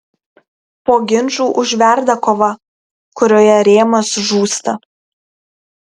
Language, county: Lithuanian, Kaunas